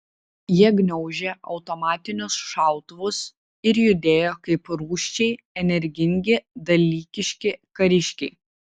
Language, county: Lithuanian, Vilnius